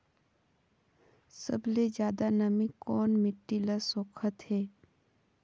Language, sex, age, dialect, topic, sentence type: Chhattisgarhi, female, 18-24, Northern/Bhandar, agriculture, statement